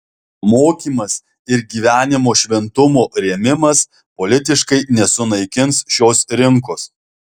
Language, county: Lithuanian, Alytus